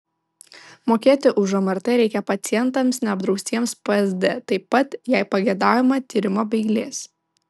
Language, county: Lithuanian, Vilnius